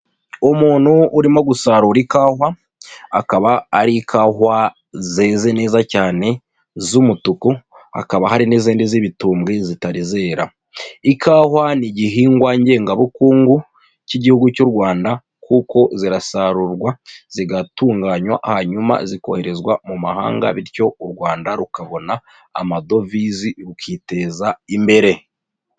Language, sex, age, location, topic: Kinyarwanda, female, 25-35, Nyagatare, agriculture